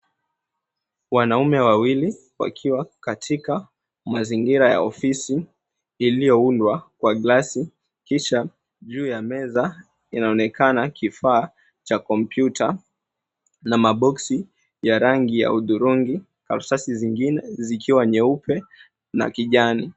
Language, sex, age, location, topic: Swahili, male, 18-24, Mombasa, government